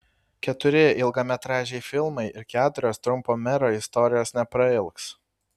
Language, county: Lithuanian, Kaunas